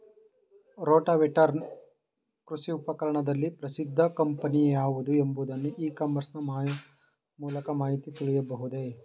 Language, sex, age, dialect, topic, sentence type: Kannada, male, 41-45, Mysore Kannada, agriculture, question